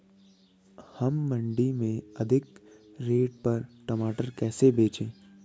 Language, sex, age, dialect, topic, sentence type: Hindi, female, 18-24, Hindustani Malvi Khadi Boli, agriculture, question